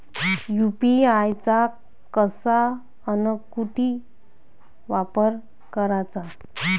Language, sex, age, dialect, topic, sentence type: Marathi, female, 25-30, Varhadi, banking, question